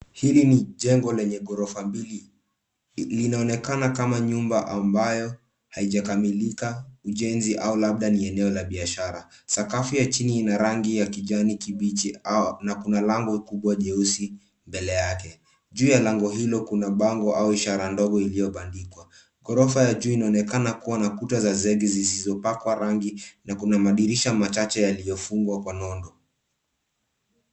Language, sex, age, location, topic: Swahili, male, 18-24, Nairobi, finance